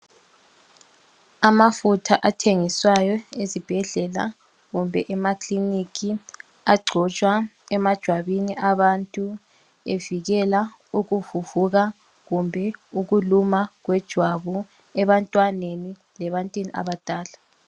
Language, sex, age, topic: North Ndebele, female, 18-24, health